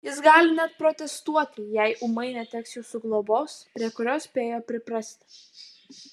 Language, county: Lithuanian, Utena